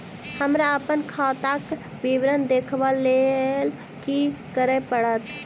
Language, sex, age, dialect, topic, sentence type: Maithili, female, 18-24, Southern/Standard, banking, question